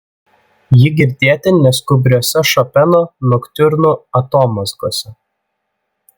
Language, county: Lithuanian, Vilnius